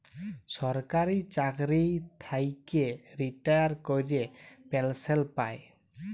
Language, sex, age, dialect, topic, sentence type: Bengali, male, 25-30, Jharkhandi, banking, statement